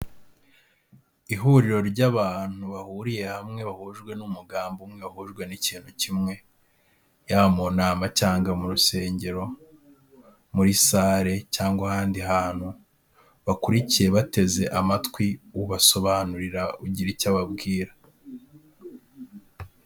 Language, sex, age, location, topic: Kinyarwanda, male, 18-24, Kigali, health